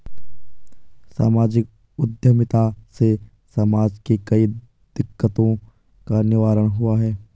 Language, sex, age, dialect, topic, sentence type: Hindi, male, 18-24, Garhwali, banking, statement